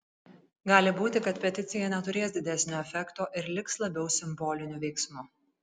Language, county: Lithuanian, Kaunas